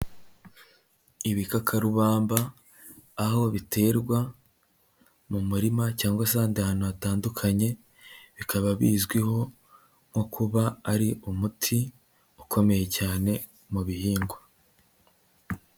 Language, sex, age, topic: Kinyarwanda, male, 18-24, health